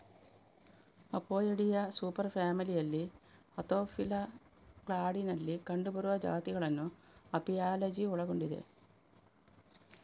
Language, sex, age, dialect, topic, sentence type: Kannada, female, 25-30, Coastal/Dakshin, agriculture, statement